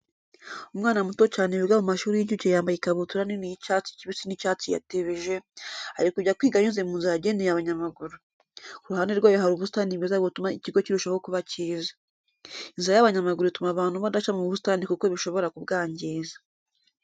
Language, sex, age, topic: Kinyarwanda, female, 25-35, education